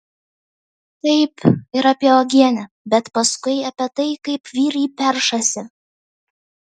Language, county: Lithuanian, Vilnius